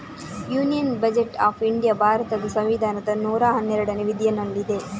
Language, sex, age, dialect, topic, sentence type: Kannada, female, 31-35, Coastal/Dakshin, banking, statement